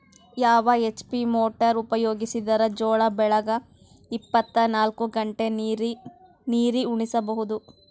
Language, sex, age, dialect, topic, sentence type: Kannada, female, 18-24, Northeastern, agriculture, question